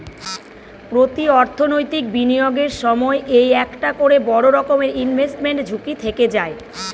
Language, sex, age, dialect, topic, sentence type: Bengali, female, 41-45, Northern/Varendri, banking, statement